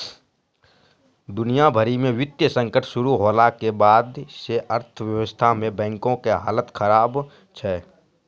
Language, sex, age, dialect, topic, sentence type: Maithili, male, 18-24, Angika, banking, statement